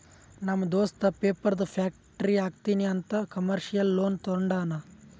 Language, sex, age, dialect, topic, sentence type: Kannada, male, 18-24, Northeastern, banking, statement